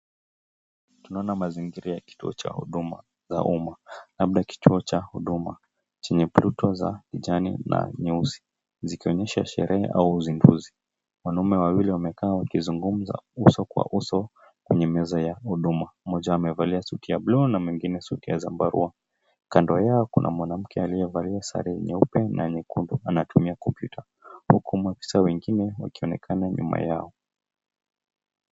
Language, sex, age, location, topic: Swahili, male, 18-24, Nakuru, government